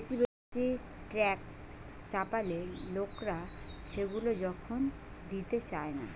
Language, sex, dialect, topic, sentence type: Bengali, female, Western, banking, statement